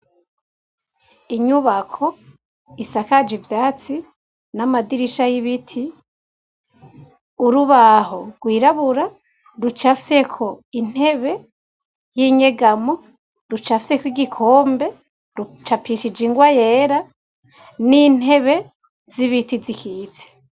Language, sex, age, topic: Rundi, female, 25-35, education